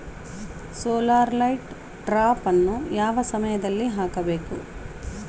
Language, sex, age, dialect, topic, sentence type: Kannada, female, 31-35, Central, agriculture, question